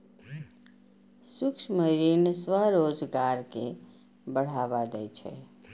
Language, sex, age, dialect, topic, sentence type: Maithili, female, 41-45, Eastern / Thethi, banking, statement